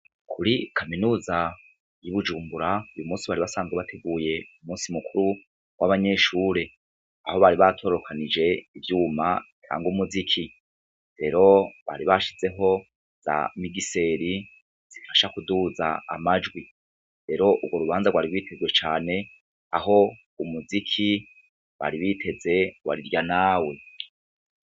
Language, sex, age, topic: Rundi, male, 36-49, education